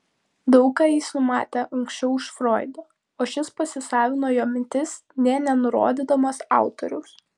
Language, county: Lithuanian, Vilnius